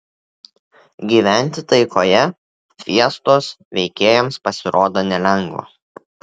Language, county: Lithuanian, Tauragė